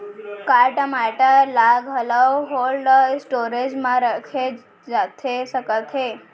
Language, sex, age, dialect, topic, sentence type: Chhattisgarhi, female, 18-24, Central, agriculture, question